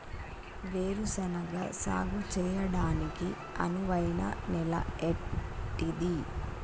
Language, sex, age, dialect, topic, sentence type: Telugu, female, 25-30, Telangana, agriculture, question